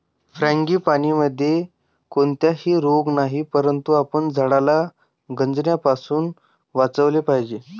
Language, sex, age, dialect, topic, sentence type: Marathi, male, 18-24, Varhadi, agriculture, statement